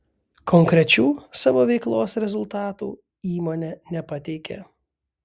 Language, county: Lithuanian, Kaunas